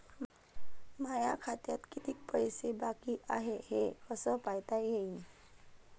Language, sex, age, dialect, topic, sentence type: Marathi, female, 31-35, Varhadi, banking, question